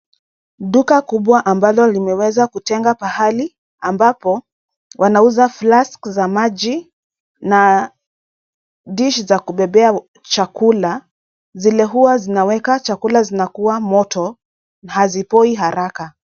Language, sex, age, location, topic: Swahili, female, 25-35, Nairobi, finance